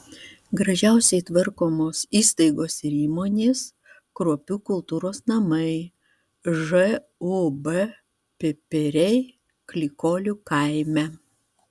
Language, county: Lithuanian, Vilnius